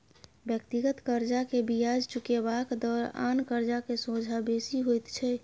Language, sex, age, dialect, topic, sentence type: Maithili, female, 25-30, Bajjika, banking, statement